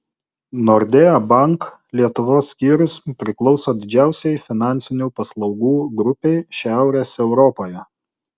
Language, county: Lithuanian, Utena